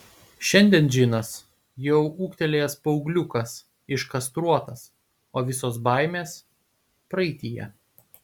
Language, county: Lithuanian, Panevėžys